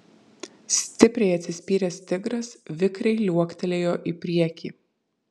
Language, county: Lithuanian, Kaunas